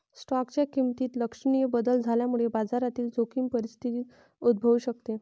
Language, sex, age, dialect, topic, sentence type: Marathi, female, 31-35, Varhadi, banking, statement